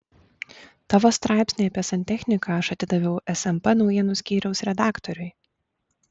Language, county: Lithuanian, Klaipėda